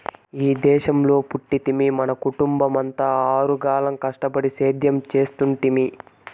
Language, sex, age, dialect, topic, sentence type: Telugu, male, 18-24, Southern, agriculture, statement